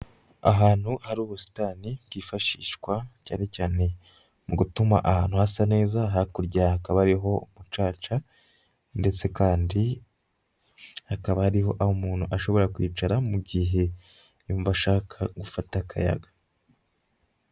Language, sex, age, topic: Kinyarwanda, male, 25-35, agriculture